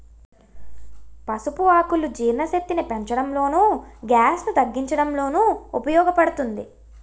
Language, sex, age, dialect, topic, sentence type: Telugu, female, 18-24, Utterandhra, agriculture, statement